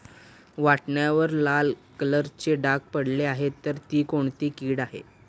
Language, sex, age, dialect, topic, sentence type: Marathi, male, 18-24, Standard Marathi, agriculture, question